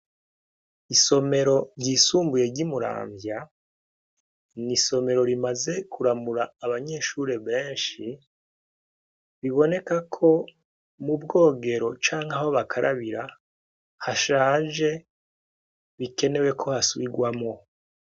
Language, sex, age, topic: Rundi, male, 36-49, education